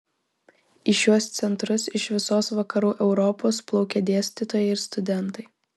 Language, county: Lithuanian, Vilnius